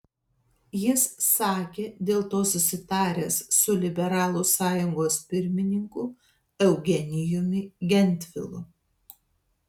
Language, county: Lithuanian, Telšiai